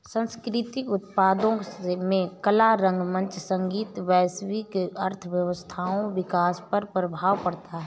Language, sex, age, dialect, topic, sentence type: Hindi, female, 31-35, Awadhi Bundeli, banking, statement